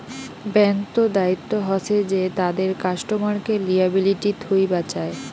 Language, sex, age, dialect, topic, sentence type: Bengali, female, 18-24, Rajbangshi, banking, statement